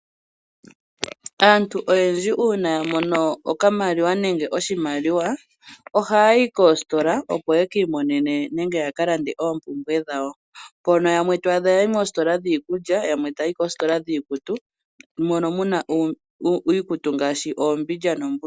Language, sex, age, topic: Oshiwambo, female, 25-35, finance